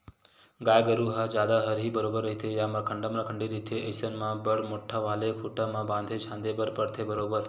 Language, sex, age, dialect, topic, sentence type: Chhattisgarhi, male, 18-24, Western/Budati/Khatahi, agriculture, statement